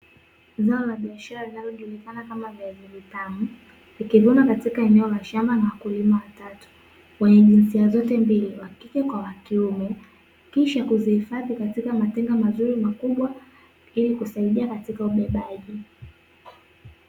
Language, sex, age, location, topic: Swahili, female, 18-24, Dar es Salaam, agriculture